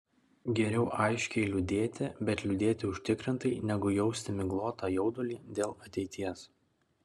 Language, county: Lithuanian, Kaunas